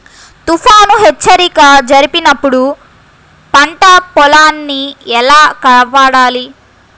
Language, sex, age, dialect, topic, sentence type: Telugu, female, 51-55, Central/Coastal, agriculture, question